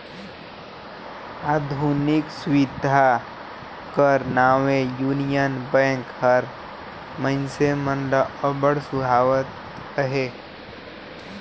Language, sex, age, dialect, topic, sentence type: Chhattisgarhi, male, 60-100, Northern/Bhandar, banking, statement